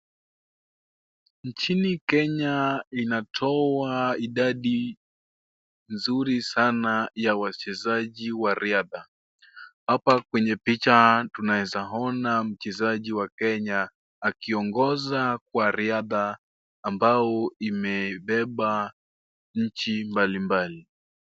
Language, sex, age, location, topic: Swahili, male, 18-24, Wajir, education